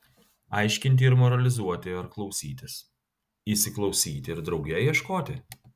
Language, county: Lithuanian, Kaunas